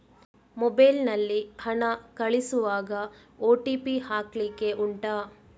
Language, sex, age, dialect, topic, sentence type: Kannada, female, 36-40, Coastal/Dakshin, banking, question